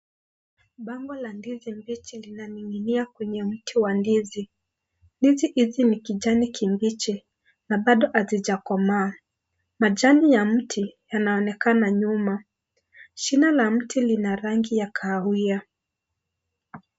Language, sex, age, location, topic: Swahili, male, 25-35, Kisii, agriculture